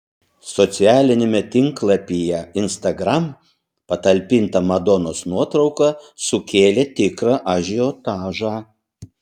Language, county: Lithuanian, Utena